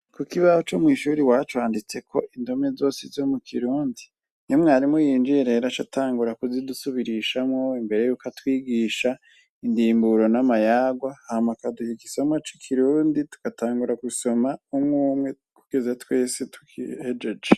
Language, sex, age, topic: Rundi, male, 36-49, education